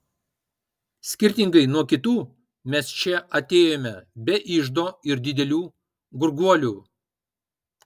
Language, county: Lithuanian, Kaunas